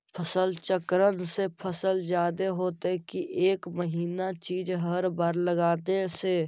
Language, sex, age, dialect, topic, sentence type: Magahi, male, 51-55, Central/Standard, agriculture, question